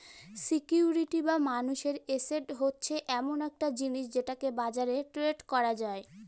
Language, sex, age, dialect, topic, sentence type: Bengali, female, <18, Northern/Varendri, banking, statement